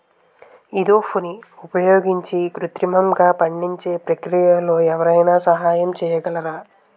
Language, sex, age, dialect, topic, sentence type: Telugu, male, 18-24, Utterandhra, agriculture, question